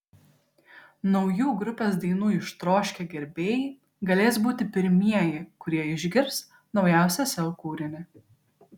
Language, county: Lithuanian, Kaunas